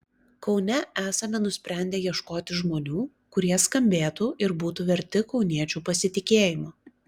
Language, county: Lithuanian, Klaipėda